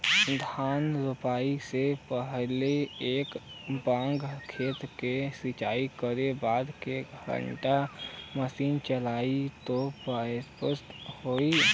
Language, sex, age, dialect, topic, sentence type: Bhojpuri, male, 18-24, Western, agriculture, question